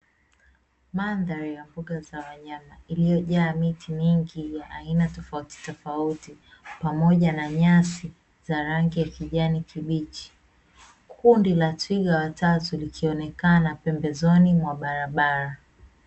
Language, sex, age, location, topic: Swahili, female, 25-35, Dar es Salaam, agriculture